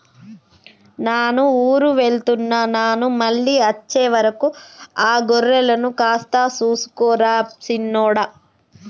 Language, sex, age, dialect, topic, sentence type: Telugu, female, 31-35, Telangana, agriculture, statement